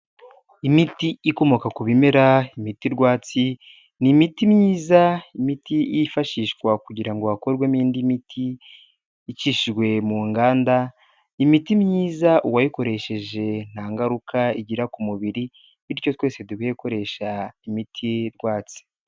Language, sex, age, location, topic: Kinyarwanda, male, 25-35, Huye, health